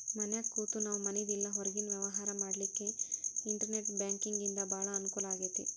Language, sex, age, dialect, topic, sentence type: Kannada, female, 25-30, Dharwad Kannada, banking, statement